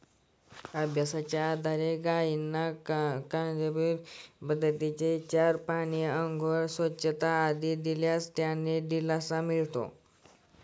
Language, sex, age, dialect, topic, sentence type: Marathi, male, 25-30, Standard Marathi, agriculture, statement